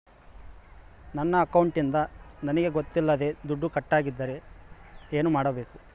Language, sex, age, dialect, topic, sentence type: Kannada, male, 25-30, Central, banking, question